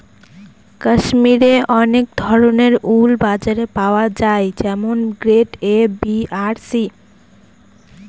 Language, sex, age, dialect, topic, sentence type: Bengali, female, 18-24, Northern/Varendri, agriculture, statement